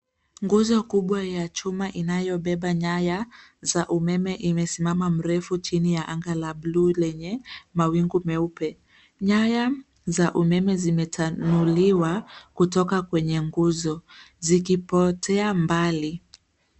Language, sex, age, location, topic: Swahili, female, 25-35, Nairobi, government